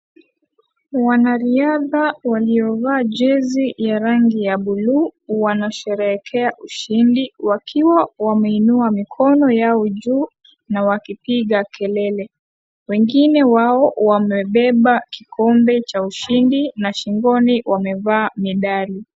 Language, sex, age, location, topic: Swahili, female, 18-24, Kisii, government